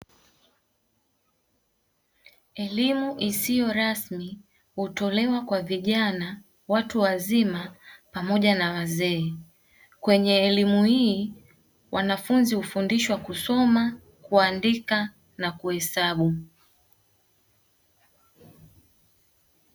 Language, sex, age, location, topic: Swahili, female, 18-24, Dar es Salaam, education